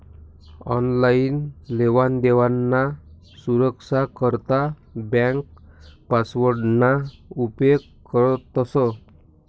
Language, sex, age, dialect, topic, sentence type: Marathi, male, 60-100, Northern Konkan, banking, statement